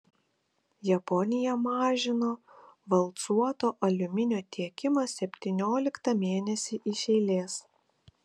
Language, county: Lithuanian, Kaunas